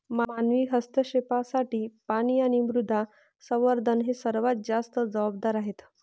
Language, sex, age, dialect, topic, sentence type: Marathi, female, 31-35, Varhadi, agriculture, statement